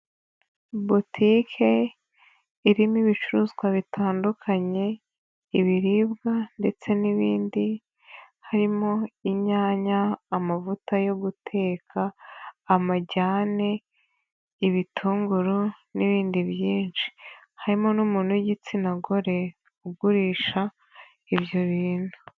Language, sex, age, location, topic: Kinyarwanda, female, 25-35, Nyagatare, finance